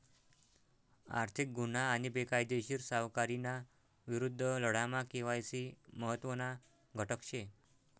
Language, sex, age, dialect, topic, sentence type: Marathi, male, 60-100, Northern Konkan, banking, statement